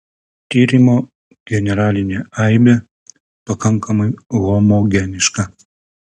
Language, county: Lithuanian, Kaunas